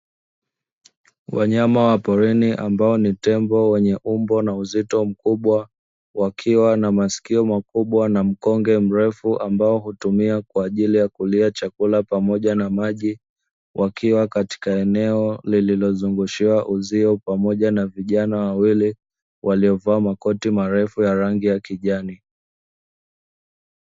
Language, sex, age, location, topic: Swahili, male, 25-35, Dar es Salaam, agriculture